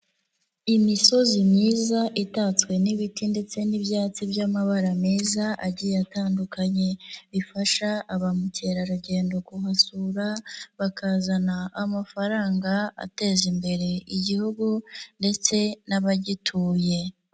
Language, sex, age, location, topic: Kinyarwanda, female, 18-24, Nyagatare, agriculture